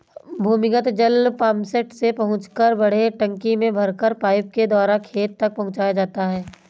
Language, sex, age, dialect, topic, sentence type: Hindi, female, 18-24, Marwari Dhudhari, agriculture, statement